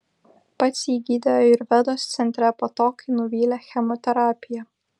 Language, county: Lithuanian, Vilnius